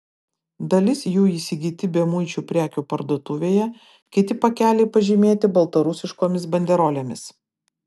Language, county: Lithuanian, Vilnius